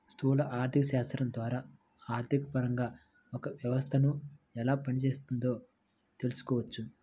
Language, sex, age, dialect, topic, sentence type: Telugu, male, 18-24, Central/Coastal, banking, statement